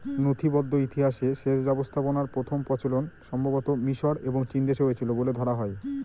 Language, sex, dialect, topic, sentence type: Bengali, male, Northern/Varendri, agriculture, statement